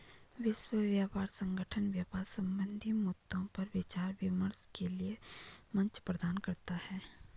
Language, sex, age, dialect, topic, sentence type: Hindi, female, 18-24, Garhwali, banking, statement